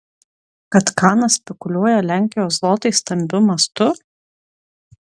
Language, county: Lithuanian, Utena